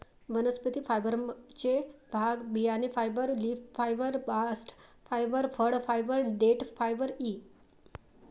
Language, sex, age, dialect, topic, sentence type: Marathi, female, 36-40, Varhadi, agriculture, statement